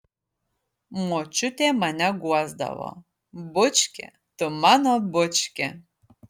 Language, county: Lithuanian, Utena